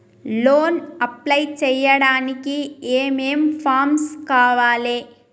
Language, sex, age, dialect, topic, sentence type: Telugu, female, 25-30, Telangana, banking, question